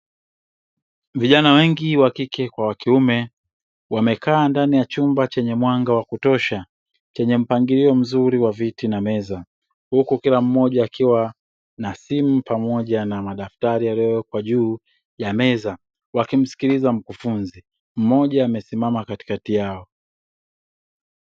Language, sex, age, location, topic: Swahili, male, 18-24, Dar es Salaam, education